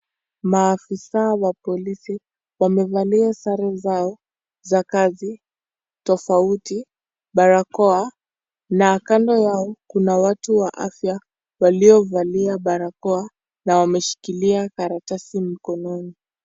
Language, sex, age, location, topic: Swahili, female, 18-24, Kisii, health